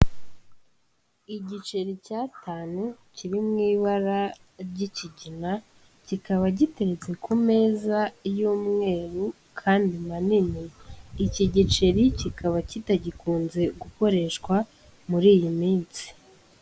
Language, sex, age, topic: Kinyarwanda, female, 18-24, finance